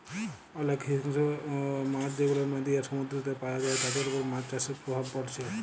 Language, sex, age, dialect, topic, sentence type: Bengali, male, 18-24, Western, agriculture, statement